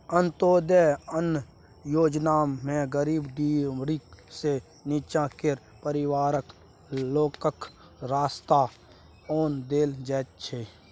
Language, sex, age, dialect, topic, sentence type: Maithili, male, 46-50, Bajjika, agriculture, statement